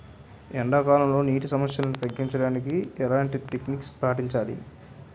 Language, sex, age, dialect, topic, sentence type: Telugu, male, 18-24, Utterandhra, agriculture, question